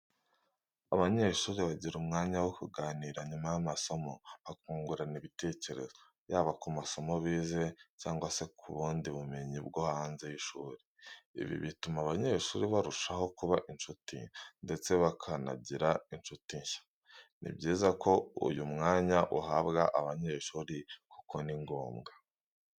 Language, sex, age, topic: Kinyarwanda, male, 18-24, education